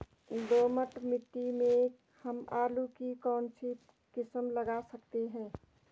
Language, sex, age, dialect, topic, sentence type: Hindi, female, 46-50, Garhwali, agriculture, question